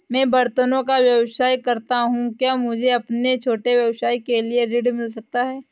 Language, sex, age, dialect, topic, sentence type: Hindi, female, 18-24, Awadhi Bundeli, banking, question